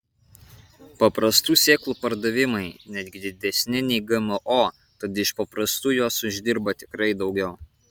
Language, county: Lithuanian, Kaunas